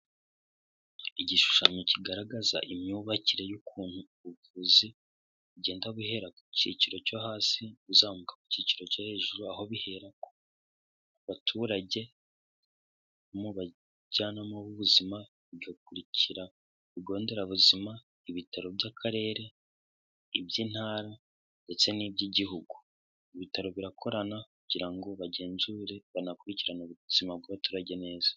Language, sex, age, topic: Kinyarwanda, male, 18-24, health